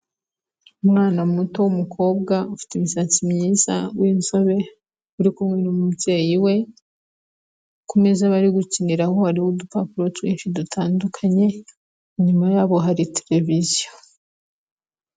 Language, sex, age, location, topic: Kinyarwanda, female, 25-35, Kigali, health